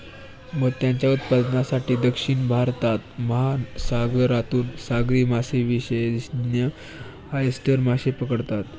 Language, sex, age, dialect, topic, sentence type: Marathi, male, 18-24, Standard Marathi, agriculture, statement